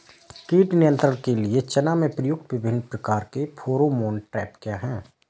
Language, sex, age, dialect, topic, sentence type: Hindi, male, 18-24, Awadhi Bundeli, agriculture, question